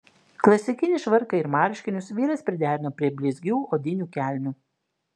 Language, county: Lithuanian, Klaipėda